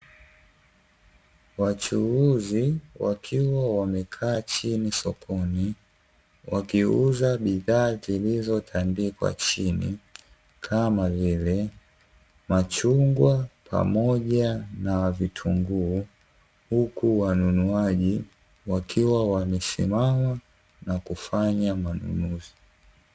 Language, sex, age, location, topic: Swahili, male, 18-24, Dar es Salaam, finance